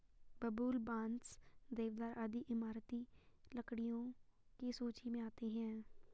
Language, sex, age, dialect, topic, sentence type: Hindi, female, 51-55, Garhwali, agriculture, statement